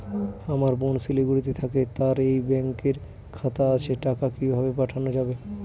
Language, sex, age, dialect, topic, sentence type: Bengali, male, 18-24, Northern/Varendri, banking, question